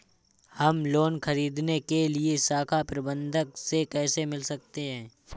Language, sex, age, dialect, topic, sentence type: Hindi, male, 25-30, Awadhi Bundeli, banking, question